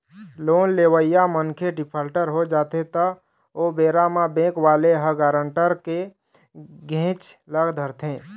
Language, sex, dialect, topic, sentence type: Chhattisgarhi, male, Eastern, banking, statement